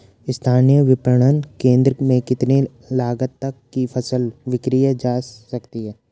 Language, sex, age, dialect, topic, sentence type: Hindi, male, 18-24, Garhwali, agriculture, question